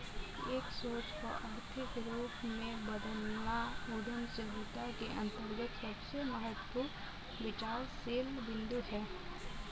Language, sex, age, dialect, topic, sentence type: Hindi, female, 18-24, Kanauji Braj Bhasha, banking, statement